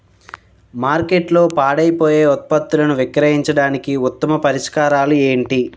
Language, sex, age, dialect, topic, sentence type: Telugu, male, 60-100, Utterandhra, agriculture, statement